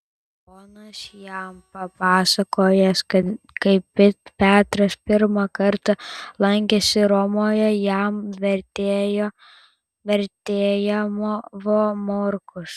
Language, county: Lithuanian, Telšiai